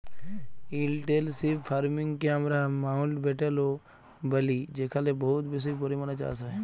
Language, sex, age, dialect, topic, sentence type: Bengali, male, 18-24, Jharkhandi, agriculture, statement